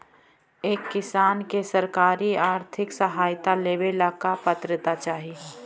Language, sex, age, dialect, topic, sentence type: Magahi, female, 25-30, Central/Standard, agriculture, question